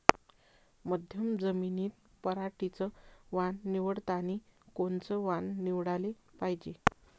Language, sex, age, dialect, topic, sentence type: Marathi, female, 41-45, Varhadi, agriculture, question